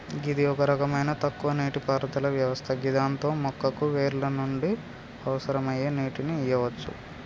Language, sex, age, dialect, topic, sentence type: Telugu, male, 18-24, Telangana, agriculture, statement